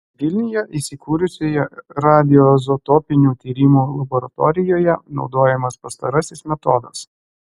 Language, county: Lithuanian, Klaipėda